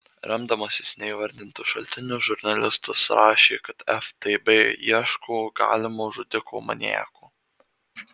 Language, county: Lithuanian, Marijampolė